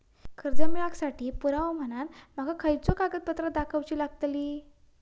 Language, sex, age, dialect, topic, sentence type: Marathi, female, 41-45, Southern Konkan, banking, statement